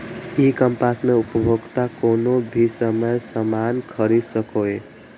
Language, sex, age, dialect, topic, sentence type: Maithili, male, 25-30, Eastern / Thethi, banking, statement